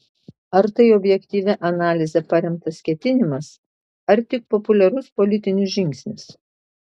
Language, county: Lithuanian, Marijampolė